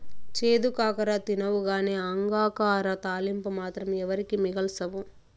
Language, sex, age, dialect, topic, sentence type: Telugu, female, 18-24, Southern, agriculture, statement